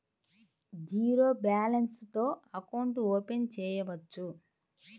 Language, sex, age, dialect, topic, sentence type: Telugu, female, 25-30, Central/Coastal, banking, question